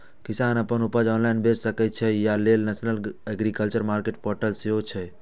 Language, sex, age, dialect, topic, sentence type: Maithili, male, 18-24, Eastern / Thethi, agriculture, statement